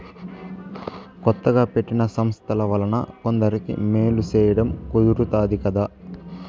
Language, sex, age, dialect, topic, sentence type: Telugu, male, 18-24, Southern, banking, statement